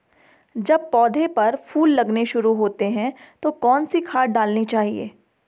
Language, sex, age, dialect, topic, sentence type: Hindi, female, 25-30, Garhwali, agriculture, question